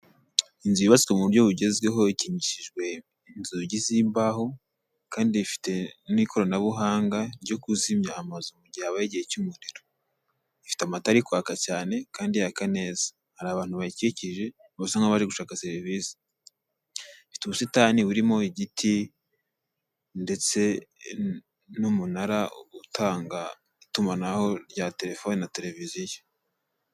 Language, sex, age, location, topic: Kinyarwanda, male, 18-24, Kigali, health